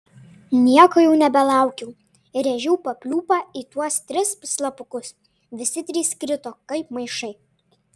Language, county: Lithuanian, Panevėžys